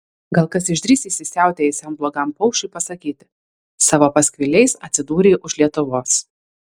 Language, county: Lithuanian, Vilnius